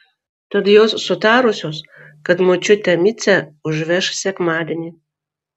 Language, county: Lithuanian, Vilnius